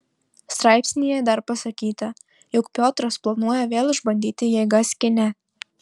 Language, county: Lithuanian, Marijampolė